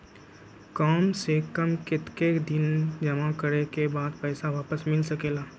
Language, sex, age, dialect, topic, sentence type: Magahi, male, 25-30, Western, banking, question